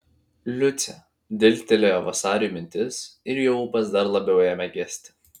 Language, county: Lithuanian, Vilnius